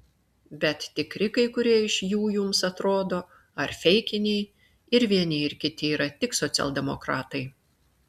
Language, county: Lithuanian, Klaipėda